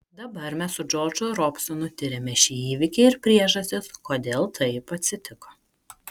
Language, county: Lithuanian, Kaunas